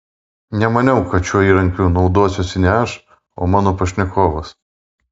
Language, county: Lithuanian, Vilnius